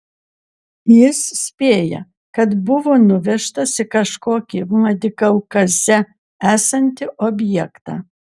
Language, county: Lithuanian, Kaunas